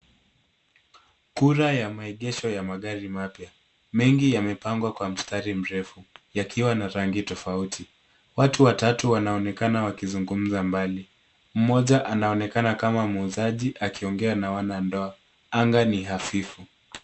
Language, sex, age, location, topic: Swahili, male, 18-24, Nairobi, finance